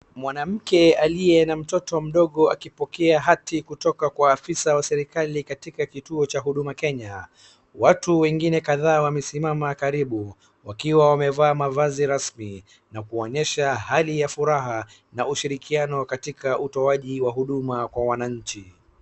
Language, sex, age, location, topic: Swahili, male, 36-49, Wajir, government